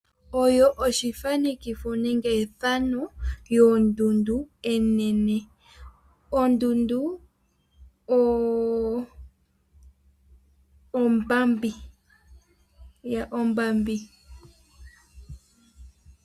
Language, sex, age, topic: Oshiwambo, female, 18-24, agriculture